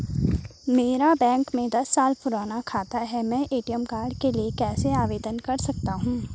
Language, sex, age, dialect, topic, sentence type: Hindi, female, 36-40, Garhwali, banking, question